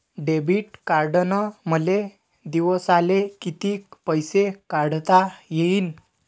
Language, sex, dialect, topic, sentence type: Marathi, male, Varhadi, banking, question